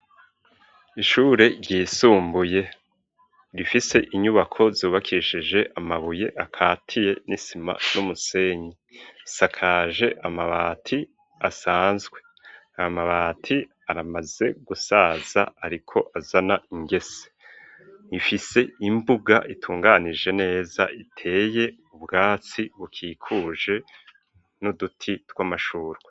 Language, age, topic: Rundi, 50+, education